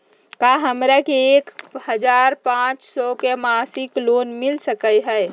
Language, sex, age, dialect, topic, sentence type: Magahi, female, 60-100, Western, banking, question